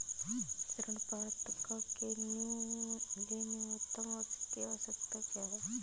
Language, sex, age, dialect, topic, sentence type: Hindi, female, 25-30, Awadhi Bundeli, banking, question